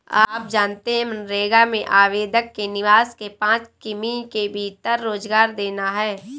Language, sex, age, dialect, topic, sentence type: Hindi, female, 18-24, Awadhi Bundeli, banking, statement